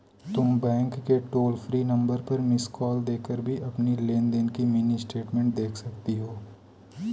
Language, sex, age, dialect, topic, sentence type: Hindi, male, 18-24, Kanauji Braj Bhasha, banking, statement